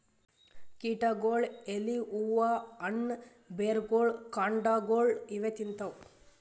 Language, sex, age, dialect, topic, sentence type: Kannada, male, 31-35, Northeastern, agriculture, statement